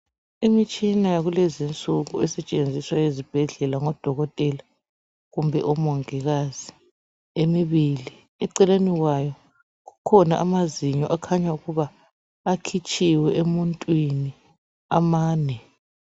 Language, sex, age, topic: North Ndebele, male, 36-49, health